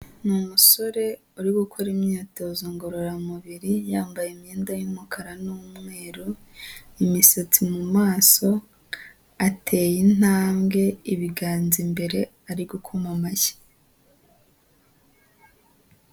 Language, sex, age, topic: Kinyarwanda, female, 18-24, health